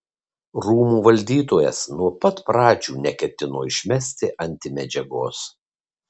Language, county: Lithuanian, Kaunas